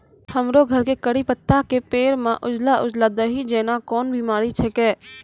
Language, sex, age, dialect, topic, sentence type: Maithili, female, 18-24, Angika, agriculture, question